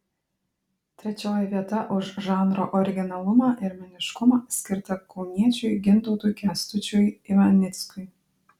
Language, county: Lithuanian, Klaipėda